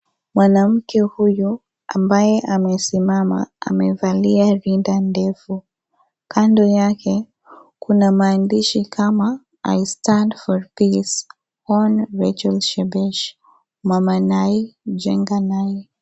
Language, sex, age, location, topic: Swahili, female, 25-35, Kisii, government